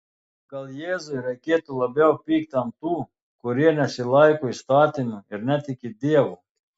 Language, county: Lithuanian, Telšiai